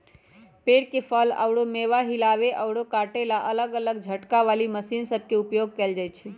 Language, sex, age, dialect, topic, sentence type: Magahi, female, 31-35, Western, agriculture, statement